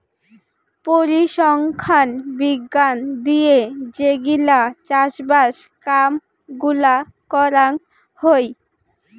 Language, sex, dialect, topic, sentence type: Bengali, female, Rajbangshi, agriculture, statement